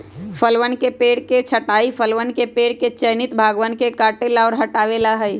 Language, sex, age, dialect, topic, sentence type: Magahi, female, 25-30, Western, agriculture, statement